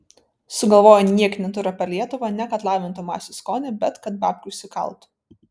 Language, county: Lithuanian, Vilnius